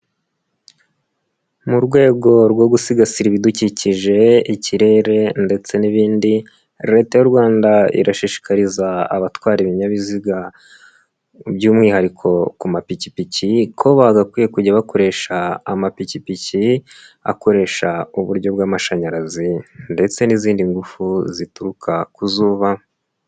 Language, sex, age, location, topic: Kinyarwanda, male, 18-24, Nyagatare, finance